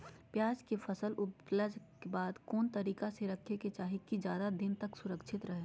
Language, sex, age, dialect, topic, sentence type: Magahi, female, 31-35, Southern, agriculture, question